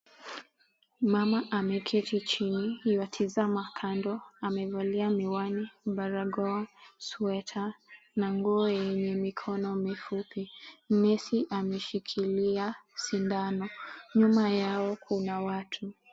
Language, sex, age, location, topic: Swahili, female, 18-24, Mombasa, health